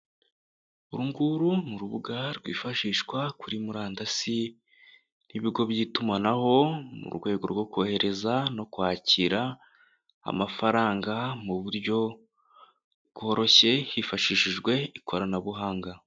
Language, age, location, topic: Kinyarwanda, 18-24, Kigali, finance